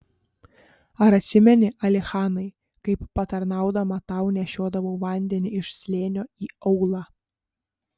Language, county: Lithuanian, Panevėžys